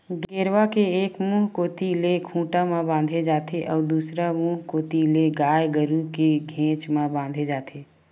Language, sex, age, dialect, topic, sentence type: Chhattisgarhi, female, 18-24, Western/Budati/Khatahi, agriculture, statement